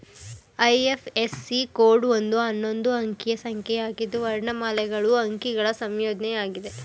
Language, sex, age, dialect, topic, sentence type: Kannada, female, 18-24, Mysore Kannada, banking, statement